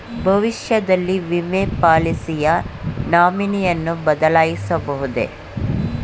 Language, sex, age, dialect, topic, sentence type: Kannada, male, 18-24, Mysore Kannada, banking, question